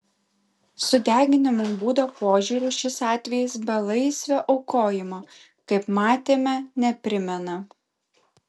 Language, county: Lithuanian, Kaunas